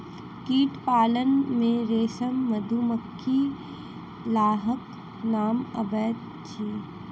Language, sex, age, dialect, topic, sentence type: Maithili, female, 18-24, Southern/Standard, agriculture, statement